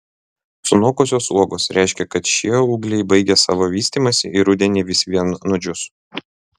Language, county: Lithuanian, Vilnius